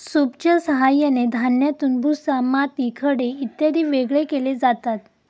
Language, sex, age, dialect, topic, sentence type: Marathi, female, 18-24, Standard Marathi, agriculture, statement